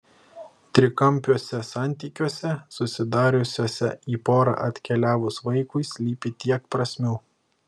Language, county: Lithuanian, Klaipėda